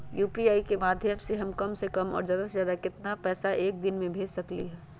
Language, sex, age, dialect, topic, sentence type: Magahi, female, 31-35, Western, banking, question